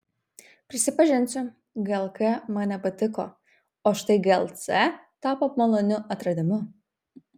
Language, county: Lithuanian, Vilnius